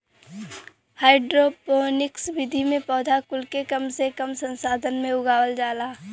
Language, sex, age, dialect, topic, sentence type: Bhojpuri, female, 25-30, Western, agriculture, statement